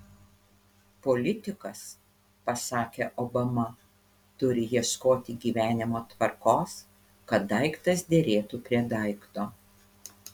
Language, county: Lithuanian, Panevėžys